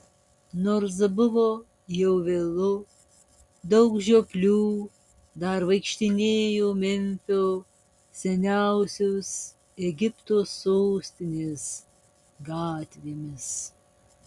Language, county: Lithuanian, Panevėžys